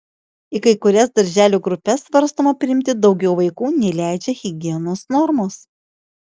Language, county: Lithuanian, Šiauliai